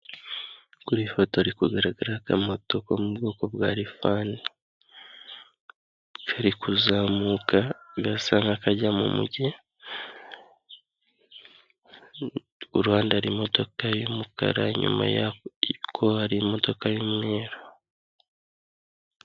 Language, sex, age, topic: Kinyarwanda, male, 25-35, government